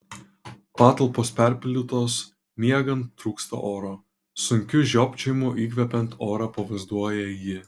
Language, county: Lithuanian, Kaunas